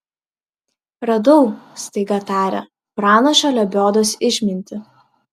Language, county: Lithuanian, Klaipėda